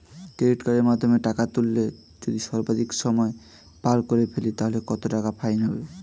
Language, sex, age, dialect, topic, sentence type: Bengali, male, 18-24, Standard Colloquial, banking, question